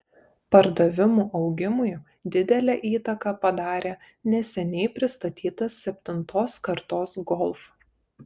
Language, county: Lithuanian, Kaunas